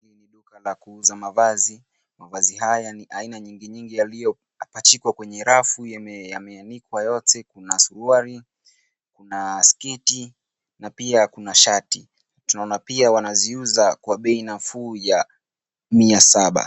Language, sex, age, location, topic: Swahili, male, 18-24, Nairobi, finance